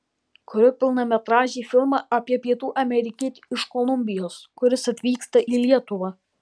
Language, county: Lithuanian, Alytus